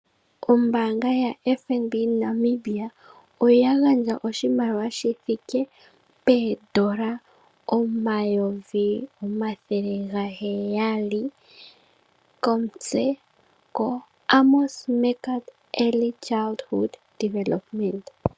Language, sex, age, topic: Oshiwambo, female, 18-24, finance